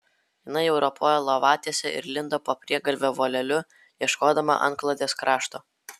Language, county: Lithuanian, Vilnius